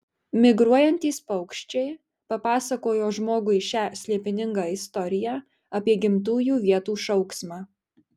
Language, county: Lithuanian, Marijampolė